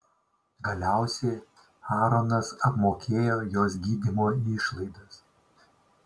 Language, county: Lithuanian, Šiauliai